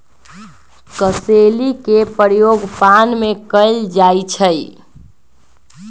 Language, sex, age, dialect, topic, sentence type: Magahi, female, 18-24, Western, agriculture, statement